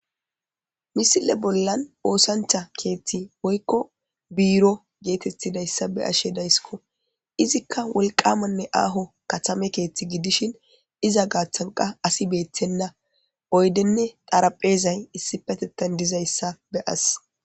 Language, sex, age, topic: Gamo, male, 25-35, government